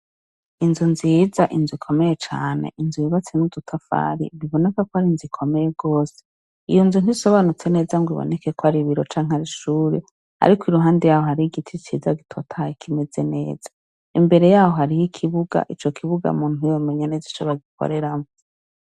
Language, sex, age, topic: Rundi, female, 36-49, education